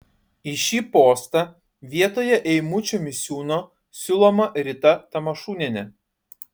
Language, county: Lithuanian, Kaunas